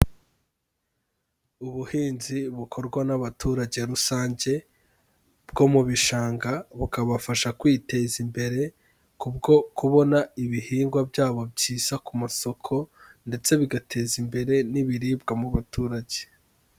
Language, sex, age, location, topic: Kinyarwanda, male, 18-24, Kigali, agriculture